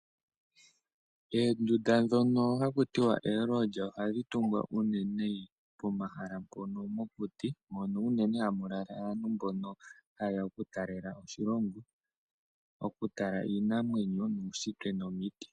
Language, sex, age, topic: Oshiwambo, male, 18-24, agriculture